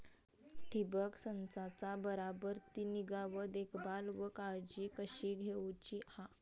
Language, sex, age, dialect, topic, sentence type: Marathi, female, 25-30, Southern Konkan, agriculture, question